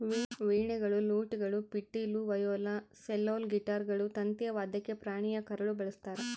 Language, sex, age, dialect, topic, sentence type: Kannada, female, 31-35, Central, agriculture, statement